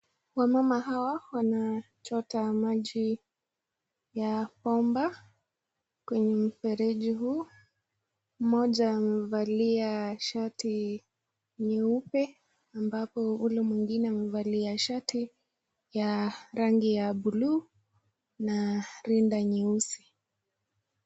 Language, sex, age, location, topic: Swahili, female, 18-24, Nakuru, health